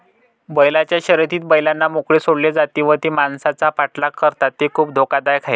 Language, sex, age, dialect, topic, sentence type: Marathi, male, 51-55, Northern Konkan, agriculture, statement